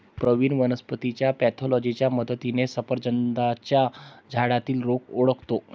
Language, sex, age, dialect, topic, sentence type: Marathi, male, 25-30, Varhadi, agriculture, statement